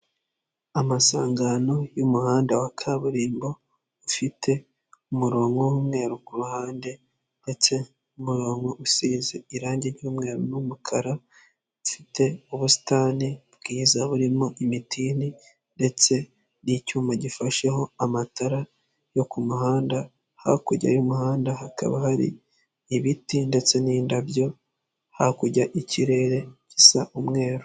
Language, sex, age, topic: Kinyarwanda, male, 18-24, government